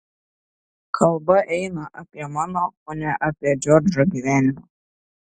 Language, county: Lithuanian, Šiauliai